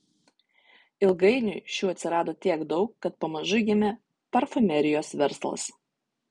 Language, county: Lithuanian, Utena